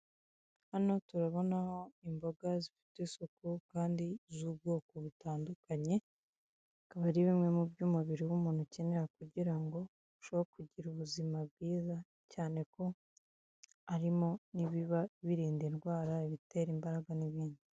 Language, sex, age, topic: Kinyarwanda, female, 25-35, finance